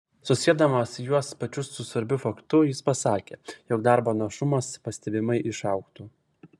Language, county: Lithuanian, Vilnius